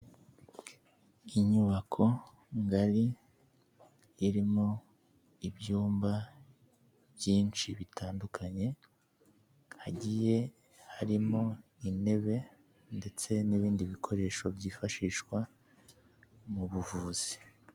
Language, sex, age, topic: Kinyarwanda, male, 18-24, health